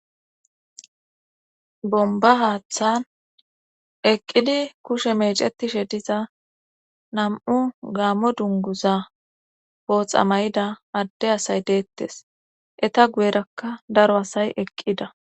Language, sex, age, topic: Gamo, female, 25-35, government